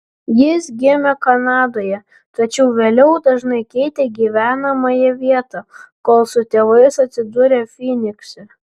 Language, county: Lithuanian, Vilnius